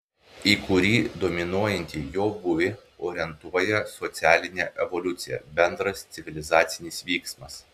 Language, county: Lithuanian, Klaipėda